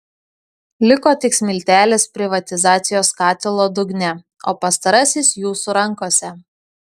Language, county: Lithuanian, Klaipėda